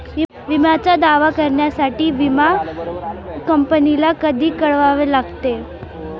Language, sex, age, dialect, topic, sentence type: Marathi, female, 18-24, Standard Marathi, banking, question